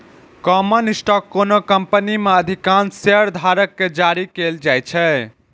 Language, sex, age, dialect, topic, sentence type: Maithili, male, 51-55, Eastern / Thethi, banking, statement